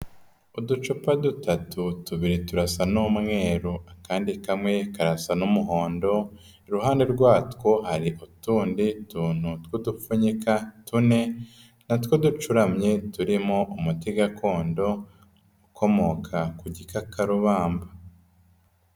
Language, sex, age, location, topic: Kinyarwanda, male, 25-35, Kigali, health